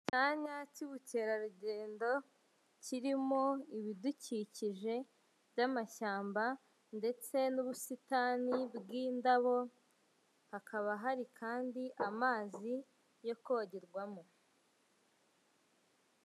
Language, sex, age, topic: Kinyarwanda, female, 18-24, finance